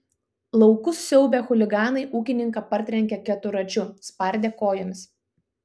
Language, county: Lithuanian, Klaipėda